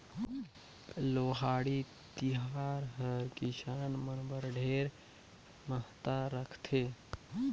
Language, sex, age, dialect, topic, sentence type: Chhattisgarhi, male, 25-30, Northern/Bhandar, agriculture, statement